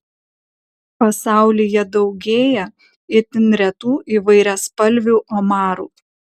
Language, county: Lithuanian, Kaunas